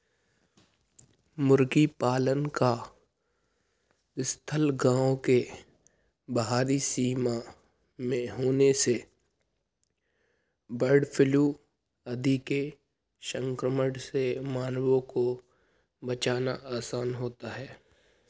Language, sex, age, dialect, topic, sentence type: Hindi, male, 18-24, Hindustani Malvi Khadi Boli, agriculture, statement